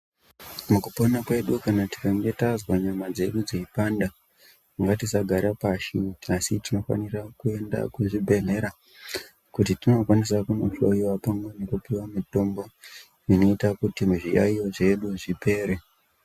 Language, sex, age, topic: Ndau, male, 25-35, health